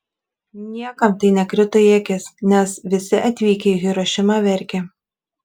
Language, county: Lithuanian, Šiauliai